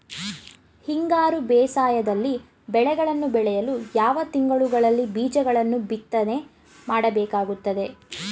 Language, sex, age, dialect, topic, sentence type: Kannada, female, 18-24, Mysore Kannada, agriculture, question